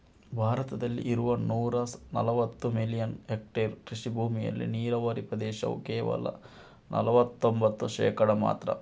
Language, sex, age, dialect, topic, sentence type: Kannada, male, 60-100, Coastal/Dakshin, agriculture, statement